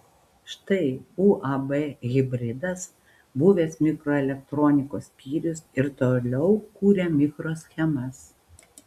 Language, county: Lithuanian, Panevėžys